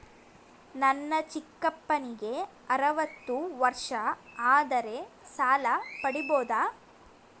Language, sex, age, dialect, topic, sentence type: Kannada, female, 18-24, Northeastern, banking, statement